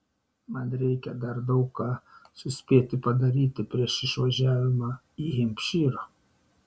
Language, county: Lithuanian, Šiauliai